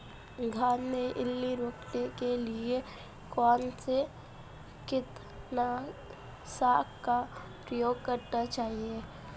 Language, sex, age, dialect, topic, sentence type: Hindi, female, 18-24, Marwari Dhudhari, agriculture, question